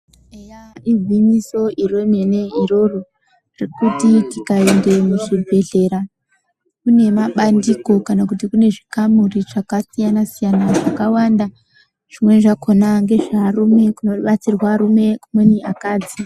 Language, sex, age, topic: Ndau, male, 18-24, health